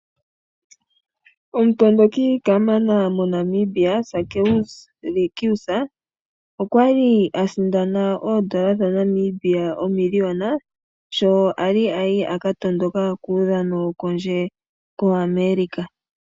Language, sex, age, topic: Oshiwambo, female, 18-24, finance